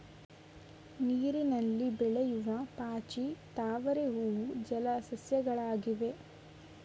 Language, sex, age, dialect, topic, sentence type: Kannada, female, 18-24, Mysore Kannada, agriculture, statement